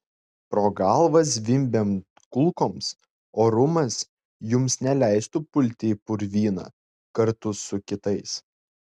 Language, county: Lithuanian, Klaipėda